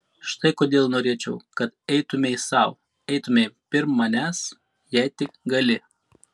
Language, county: Lithuanian, Klaipėda